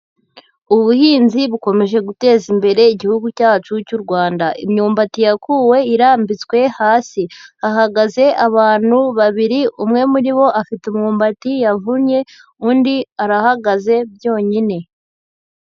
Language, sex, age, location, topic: Kinyarwanda, female, 18-24, Huye, agriculture